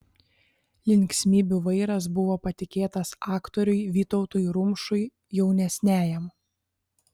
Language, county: Lithuanian, Panevėžys